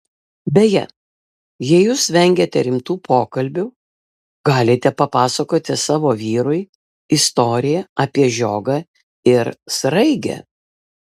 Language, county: Lithuanian, Vilnius